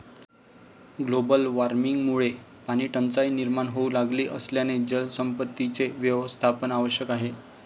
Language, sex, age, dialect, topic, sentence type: Marathi, male, 25-30, Varhadi, agriculture, statement